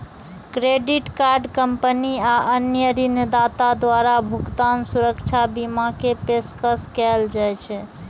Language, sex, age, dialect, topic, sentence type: Maithili, female, 36-40, Eastern / Thethi, banking, statement